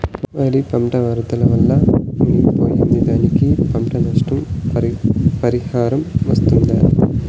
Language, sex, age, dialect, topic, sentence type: Telugu, male, 18-24, Southern, agriculture, question